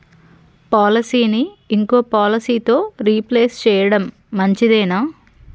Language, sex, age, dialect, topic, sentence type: Telugu, female, 36-40, Telangana, banking, question